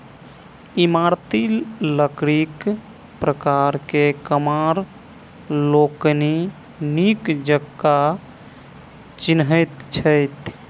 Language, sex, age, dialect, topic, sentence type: Maithili, male, 25-30, Southern/Standard, agriculture, statement